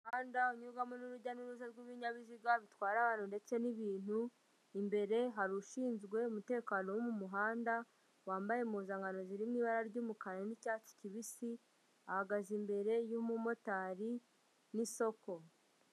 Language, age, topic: Kinyarwanda, 25-35, government